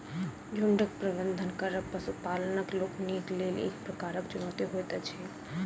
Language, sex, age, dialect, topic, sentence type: Maithili, female, 25-30, Southern/Standard, agriculture, statement